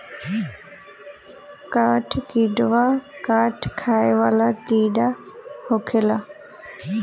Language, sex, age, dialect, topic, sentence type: Bhojpuri, female, 18-24, Southern / Standard, agriculture, statement